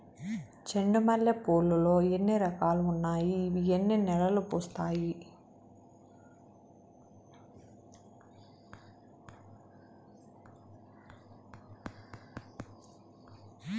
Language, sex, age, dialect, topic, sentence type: Telugu, male, 56-60, Southern, agriculture, question